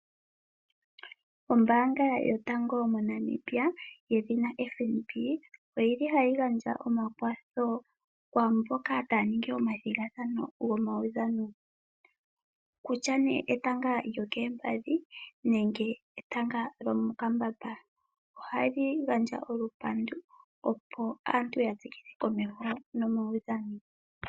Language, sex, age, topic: Oshiwambo, female, 25-35, finance